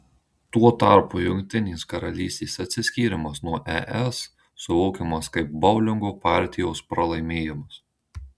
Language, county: Lithuanian, Marijampolė